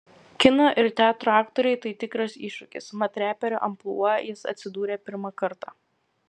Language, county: Lithuanian, Vilnius